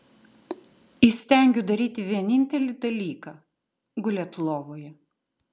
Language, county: Lithuanian, Klaipėda